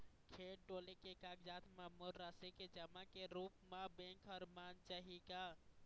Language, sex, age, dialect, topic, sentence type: Chhattisgarhi, male, 18-24, Eastern, banking, question